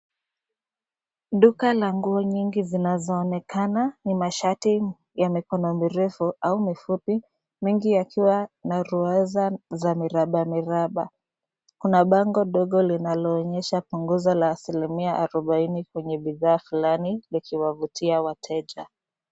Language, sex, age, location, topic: Swahili, female, 25-35, Nairobi, finance